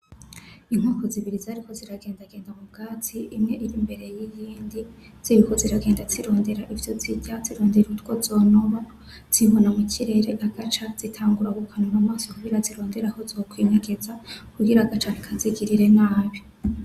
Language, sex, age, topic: Rundi, female, 25-35, agriculture